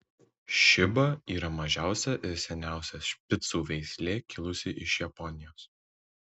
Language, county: Lithuanian, Tauragė